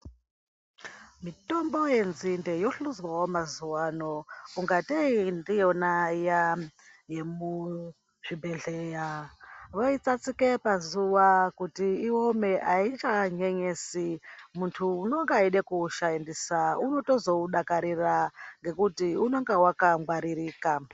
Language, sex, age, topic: Ndau, male, 25-35, health